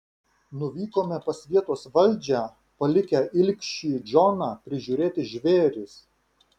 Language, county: Lithuanian, Vilnius